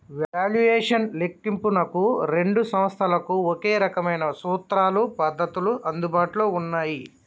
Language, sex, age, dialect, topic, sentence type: Telugu, male, 31-35, Telangana, banking, statement